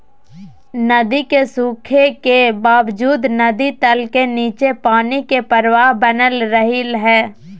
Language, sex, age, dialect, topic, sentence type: Magahi, female, 18-24, Southern, agriculture, statement